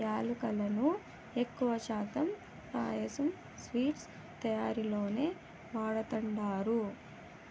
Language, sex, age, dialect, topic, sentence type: Telugu, male, 18-24, Southern, agriculture, statement